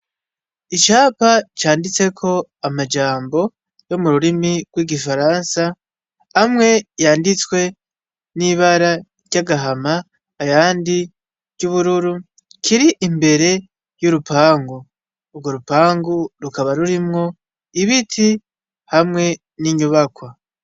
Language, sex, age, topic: Rundi, male, 18-24, education